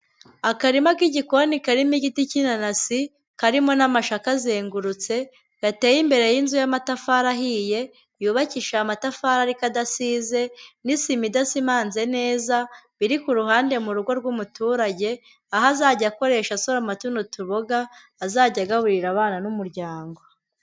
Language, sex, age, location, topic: Kinyarwanda, female, 18-24, Huye, agriculture